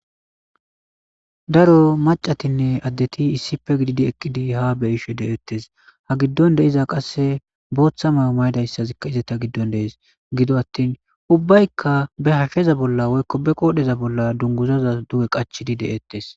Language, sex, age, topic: Gamo, male, 25-35, government